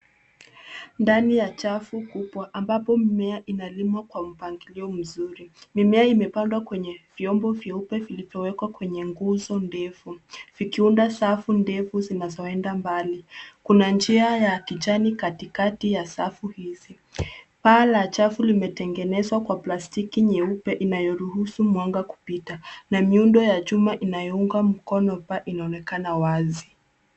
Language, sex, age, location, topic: Swahili, female, 18-24, Nairobi, agriculture